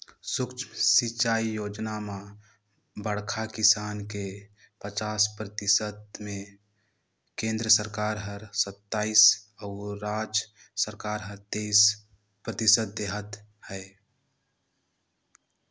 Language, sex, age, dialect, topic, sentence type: Chhattisgarhi, male, 18-24, Northern/Bhandar, agriculture, statement